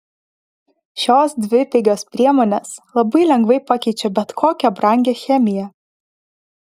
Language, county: Lithuanian, Vilnius